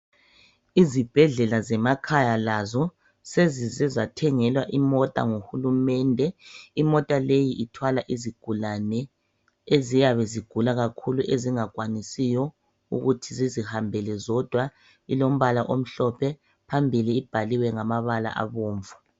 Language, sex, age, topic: North Ndebele, female, 36-49, health